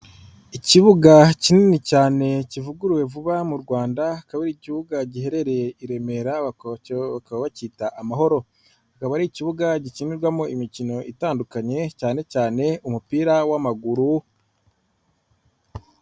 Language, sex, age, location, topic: Kinyarwanda, female, 36-49, Kigali, government